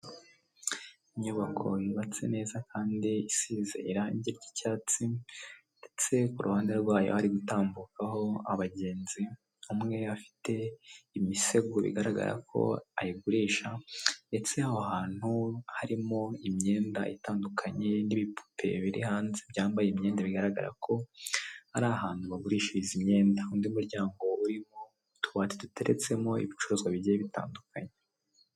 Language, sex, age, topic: Kinyarwanda, male, 18-24, finance